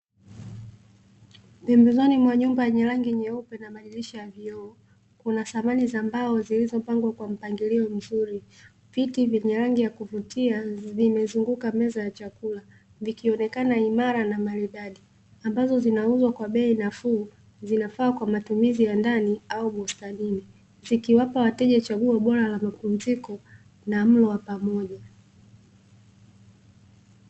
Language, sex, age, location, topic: Swahili, female, 25-35, Dar es Salaam, finance